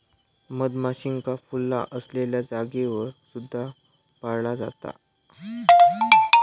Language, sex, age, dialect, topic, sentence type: Marathi, male, 25-30, Southern Konkan, agriculture, statement